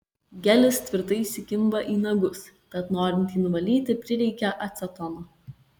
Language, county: Lithuanian, Kaunas